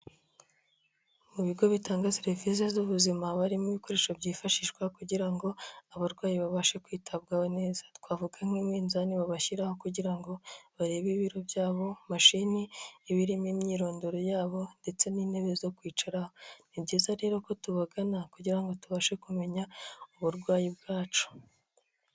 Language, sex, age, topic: Kinyarwanda, female, 18-24, health